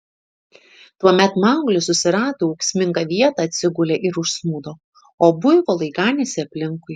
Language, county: Lithuanian, Šiauliai